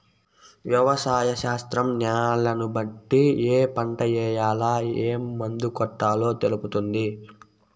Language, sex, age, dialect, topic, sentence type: Telugu, male, 18-24, Southern, agriculture, statement